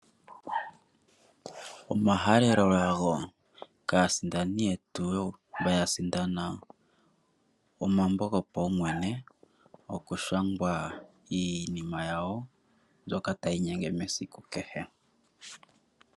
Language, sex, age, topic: Oshiwambo, male, 25-35, finance